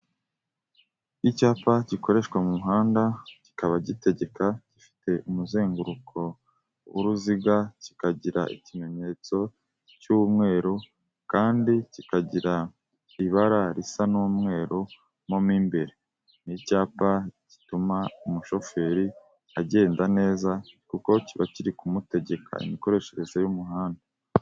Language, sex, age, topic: Kinyarwanda, male, 18-24, government